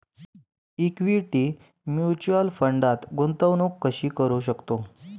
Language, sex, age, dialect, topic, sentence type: Marathi, male, 18-24, Standard Marathi, banking, question